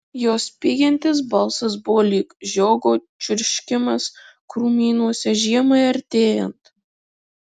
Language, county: Lithuanian, Marijampolė